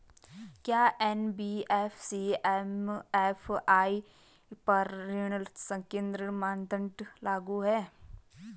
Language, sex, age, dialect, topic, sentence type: Hindi, female, 25-30, Garhwali, banking, question